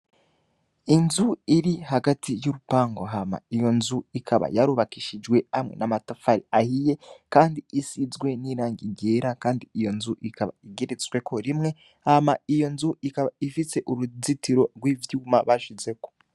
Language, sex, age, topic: Rundi, male, 18-24, education